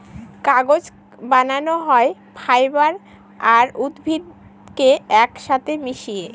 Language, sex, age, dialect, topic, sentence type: Bengali, female, 18-24, Northern/Varendri, agriculture, statement